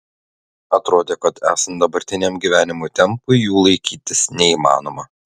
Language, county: Lithuanian, Klaipėda